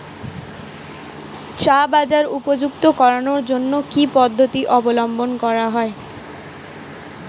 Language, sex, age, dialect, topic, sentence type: Bengali, female, 18-24, Standard Colloquial, agriculture, question